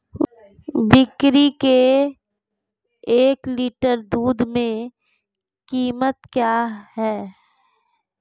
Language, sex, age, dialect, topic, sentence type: Hindi, female, 25-30, Marwari Dhudhari, agriculture, question